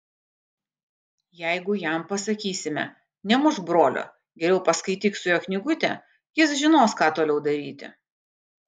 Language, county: Lithuanian, Kaunas